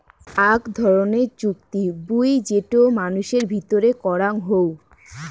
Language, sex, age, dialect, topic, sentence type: Bengali, female, 18-24, Rajbangshi, banking, statement